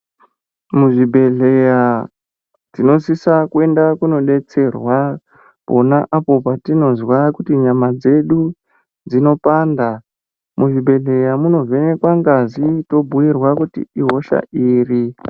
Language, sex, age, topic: Ndau, male, 50+, health